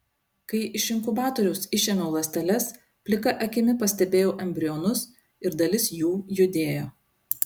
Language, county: Lithuanian, Utena